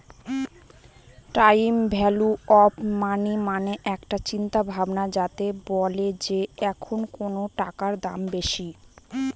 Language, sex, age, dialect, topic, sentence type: Bengali, female, 18-24, Northern/Varendri, banking, statement